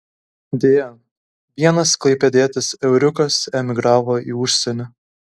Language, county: Lithuanian, Kaunas